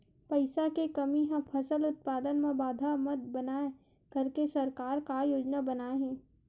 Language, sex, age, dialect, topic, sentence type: Chhattisgarhi, female, 25-30, Western/Budati/Khatahi, agriculture, question